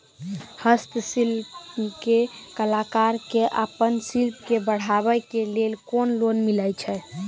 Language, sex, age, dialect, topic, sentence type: Maithili, female, 18-24, Angika, banking, question